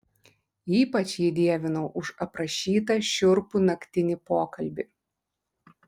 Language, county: Lithuanian, Klaipėda